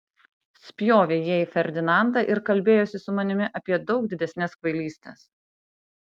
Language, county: Lithuanian, Panevėžys